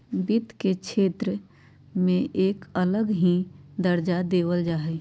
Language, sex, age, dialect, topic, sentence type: Magahi, female, 51-55, Western, banking, statement